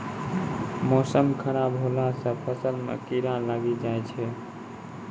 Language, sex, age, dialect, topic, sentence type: Maithili, male, 18-24, Angika, agriculture, question